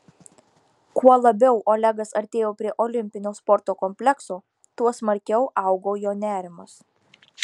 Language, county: Lithuanian, Marijampolė